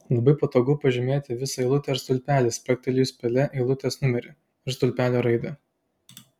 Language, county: Lithuanian, Klaipėda